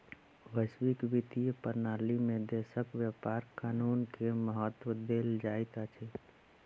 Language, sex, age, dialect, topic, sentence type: Maithili, male, 25-30, Southern/Standard, banking, statement